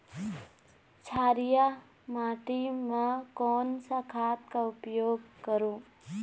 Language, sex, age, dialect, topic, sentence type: Chhattisgarhi, female, 18-24, Eastern, agriculture, question